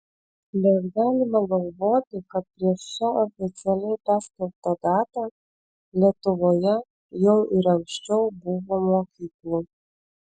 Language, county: Lithuanian, Vilnius